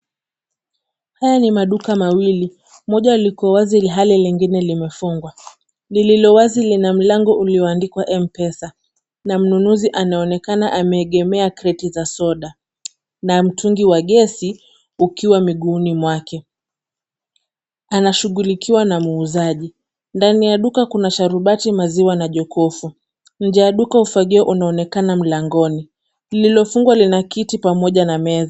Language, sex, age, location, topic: Swahili, female, 25-35, Kisumu, finance